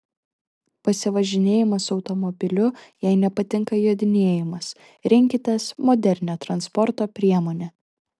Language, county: Lithuanian, Šiauliai